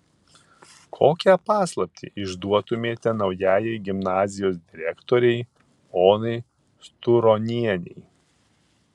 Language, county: Lithuanian, Kaunas